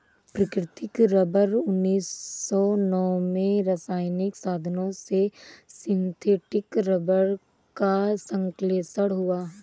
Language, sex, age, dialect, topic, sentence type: Hindi, female, 18-24, Awadhi Bundeli, agriculture, statement